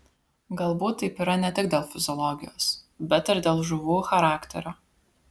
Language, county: Lithuanian, Vilnius